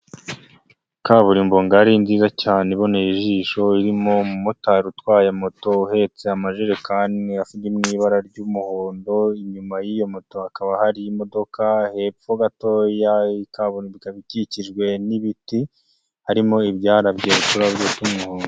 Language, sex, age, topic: Kinyarwanda, male, 25-35, government